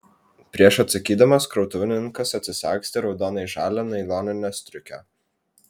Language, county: Lithuanian, Vilnius